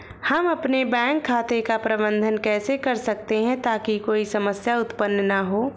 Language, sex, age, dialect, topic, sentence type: Hindi, female, 25-30, Awadhi Bundeli, banking, question